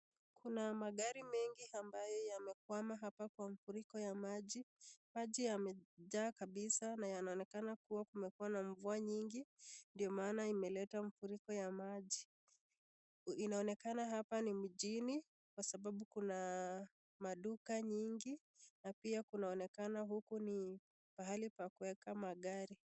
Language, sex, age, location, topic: Swahili, female, 25-35, Nakuru, health